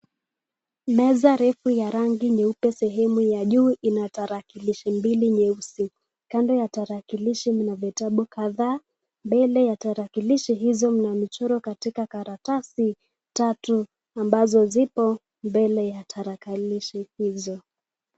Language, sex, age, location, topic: Swahili, female, 18-24, Nakuru, education